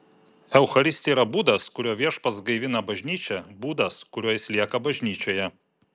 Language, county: Lithuanian, Vilnius